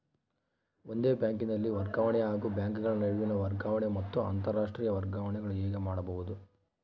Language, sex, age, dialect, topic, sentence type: Kannada, male, 18-24, Central, banking, question